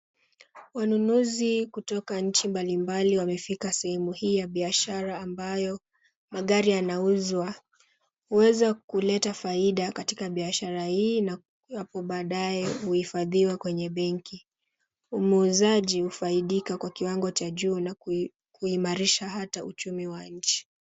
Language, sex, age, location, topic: Swahili, female, 18-24, Kisumu, finance